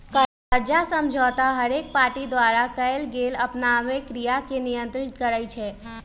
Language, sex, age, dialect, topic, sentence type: Magahi, female, 31-35, Western, banking, statement